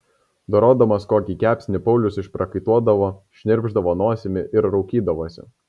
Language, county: Lithuanian, Kaunas